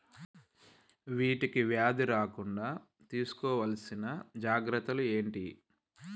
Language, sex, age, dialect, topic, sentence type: Telugu, male, 25-30, Telangana, agriculture, question